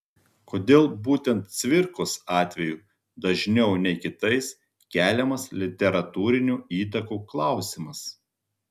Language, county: Lithuanian, Telšiai